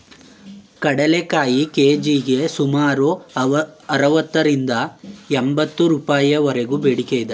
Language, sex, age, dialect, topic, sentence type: Kannada, male, 18-24, Mysore Kannada, agriculture, statement